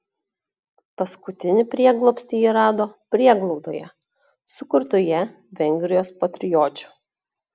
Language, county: Lithuanian, Klaipėda